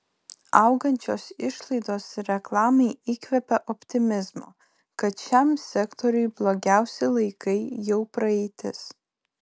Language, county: Lithuanian, Vilnius